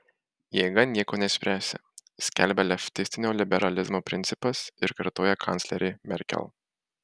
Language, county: Lithuanian, Marijampolė